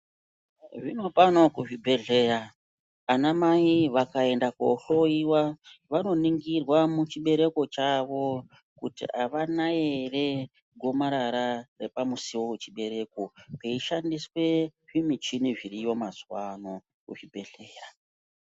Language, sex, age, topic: Ndau, female, 36-49, health